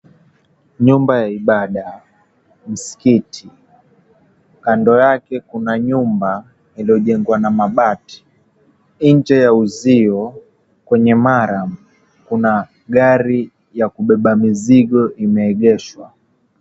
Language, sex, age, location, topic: Swahili, male, 18-24, Mombasa, government